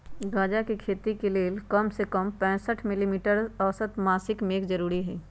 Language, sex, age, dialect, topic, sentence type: Magahi, female, 41-45, Western, agriculture, statement